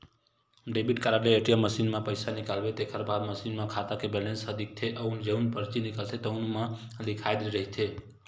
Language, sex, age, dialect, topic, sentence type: Chhattisgarhi, male, 18-24, Western/Budati/Khatahi, banking, statement